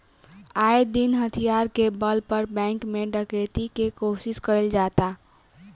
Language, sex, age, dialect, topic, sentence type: Bhojpuri, female, 18-24, Southern / Standard, banking, statement